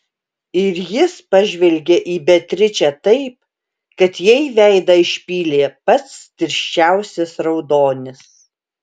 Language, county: Lithuanian, Alytus